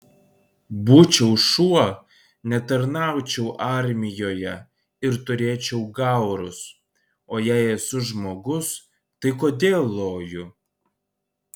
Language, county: Lithuanian, Kaunas